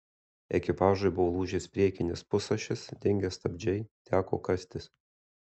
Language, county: Lithuanian, Alytus